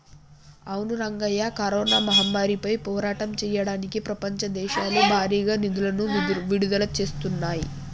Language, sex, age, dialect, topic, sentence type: Telugu, female, 18-24, Telangana, banking, statement